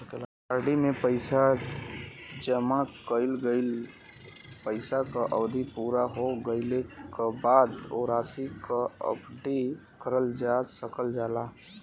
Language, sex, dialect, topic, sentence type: Bhojpuri, male, Western, banking, statement